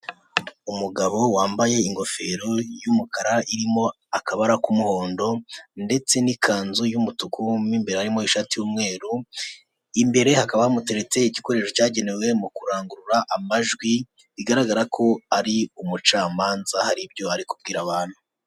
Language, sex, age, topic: Kinyarwanda, male, 18-24, government